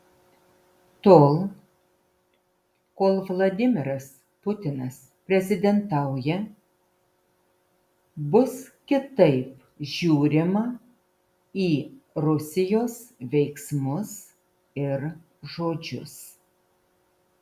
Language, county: Lithuanian, Vilnius